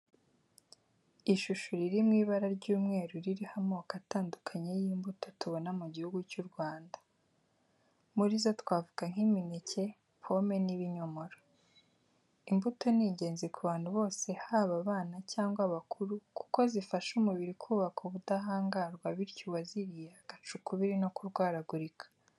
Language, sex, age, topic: Kinyarwanda, female, 18-24, education